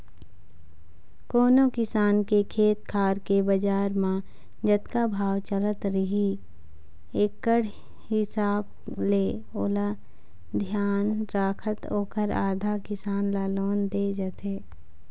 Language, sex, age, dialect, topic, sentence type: Chhattisgarhi, female, 25-30, Eastern, banking, statement